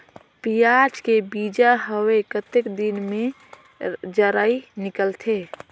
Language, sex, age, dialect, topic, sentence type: Chhattisgarhi, female, 18-24, Northern/Bhandar, agriculture, question